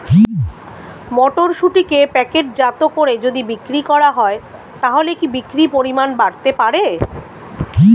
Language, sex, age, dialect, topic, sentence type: Bengali, female, 36-40, Standard Colloquial, agriculture, question